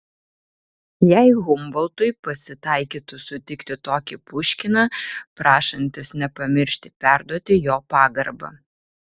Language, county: Lithuanian, Vilnius